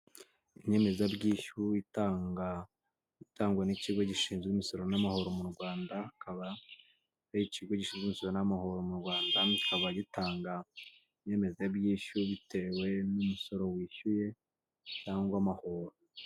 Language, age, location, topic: Kinyarwanda, 25-35, Kigali, finance